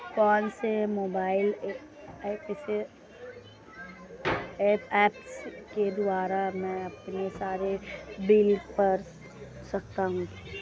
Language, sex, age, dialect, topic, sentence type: Hindi, female, 25-30, Marwari Dhudhari, banking, question